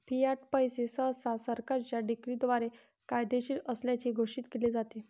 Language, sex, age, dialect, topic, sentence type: Marathi, female, 25-30, Varhadi, banking, statement